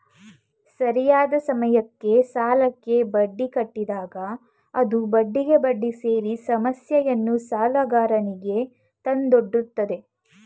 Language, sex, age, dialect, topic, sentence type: Kannada, female, 18-24, Mysore Kannada, banking, statement